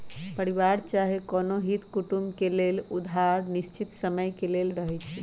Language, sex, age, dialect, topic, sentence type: Magahi, female, 25-30, Western, banking, statement